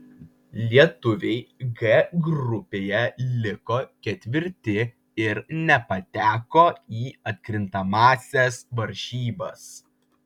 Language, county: Lithuanian, Vilnius